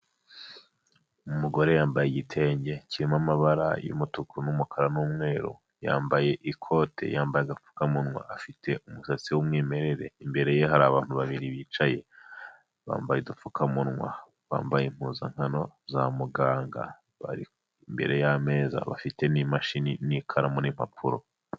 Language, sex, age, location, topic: Kinyarwanda, male, 25-35, Huye, health